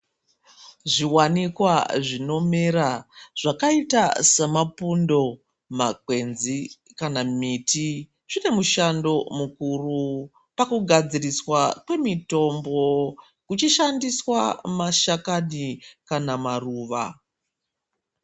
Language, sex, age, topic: Ndau, female, 25-35, health